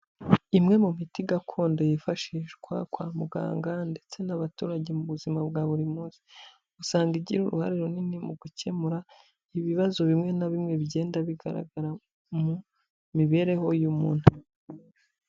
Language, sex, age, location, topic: Kinyarwanda, male, 25-35, Huye, health